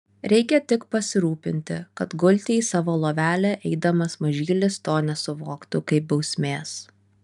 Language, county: Lithuanian, Vilnius